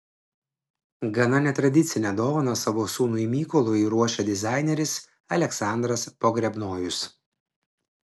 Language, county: Lithuanian, Klaipėda